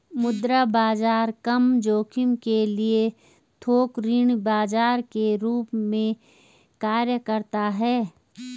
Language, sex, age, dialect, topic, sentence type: Hindi, female, 46-50, Garhwali, banking, statement